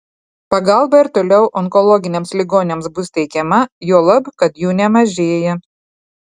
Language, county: Lithuanian, Telšiai